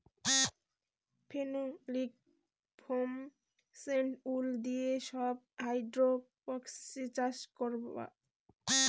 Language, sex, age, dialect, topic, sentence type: Bengali, female, 18-24, Northern/Varendri, agriculture, statement